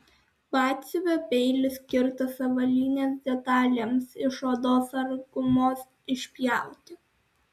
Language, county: Lithuanian, Alytus